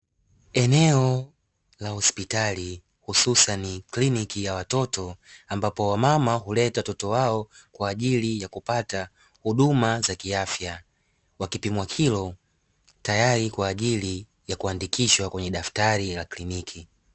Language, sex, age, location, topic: Swahili, male, 18-24, Dar es Salaam, health